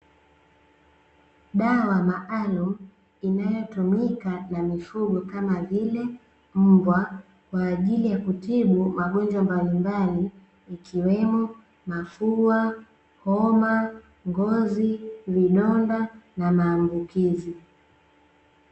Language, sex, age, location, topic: Swahili, female, 25-35, Dar es Salaam, agriculture